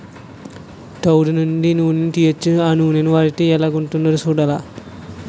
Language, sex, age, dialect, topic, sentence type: Telugu, male, 51-55, Utterandhra, agriculture, statement